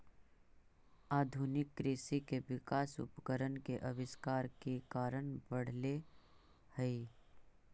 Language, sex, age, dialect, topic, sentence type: Magahi, female, 36-40, Central/Standard, banking, statement